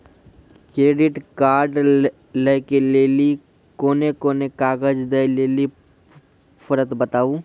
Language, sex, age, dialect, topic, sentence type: Maithili, male, 46-50, Angika, banking, question